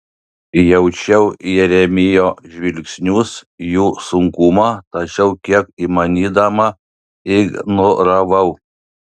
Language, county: Lithuanian, Panevėžys